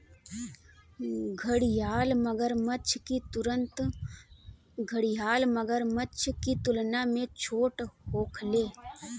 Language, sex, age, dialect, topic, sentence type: Bhojpuri, female, 31-35, Northern, agriculture, statement